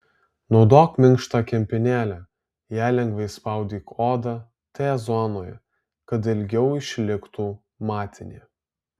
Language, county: Lithuanian, Alytus